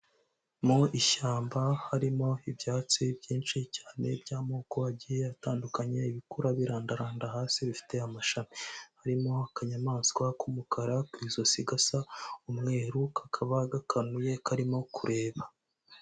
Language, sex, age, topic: Kinyarwanda, male, 18-24, agriculture